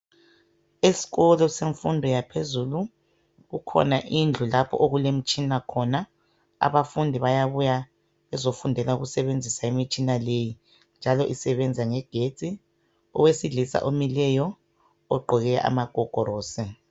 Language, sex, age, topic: North Ndebele, male, 50+, education